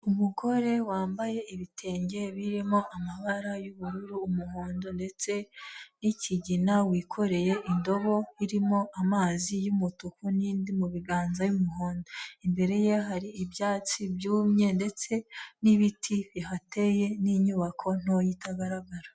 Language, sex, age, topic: Kinyarwanda, female, 18-24, health